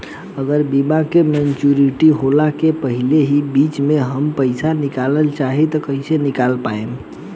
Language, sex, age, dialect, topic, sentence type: Bhojpuri, male, 18-24, Southern / Standard, banking, question